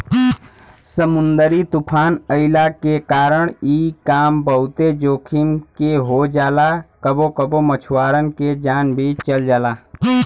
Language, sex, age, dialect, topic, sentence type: Bhojpuri, male, 18-24, Western, agriculture, statement